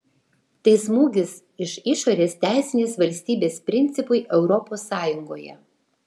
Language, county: Lithuanian, Vilnius